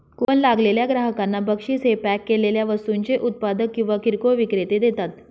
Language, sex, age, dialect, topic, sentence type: Marathi, female, 25-30, Northern Konkan, banking, statement